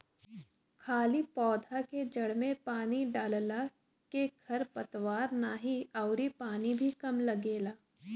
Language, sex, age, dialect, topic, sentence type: Bhojpuri, female, 18-24, Western, agriculture, statement